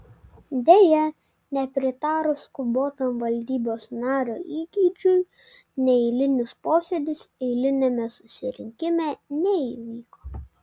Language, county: Lithuanian, Vilnius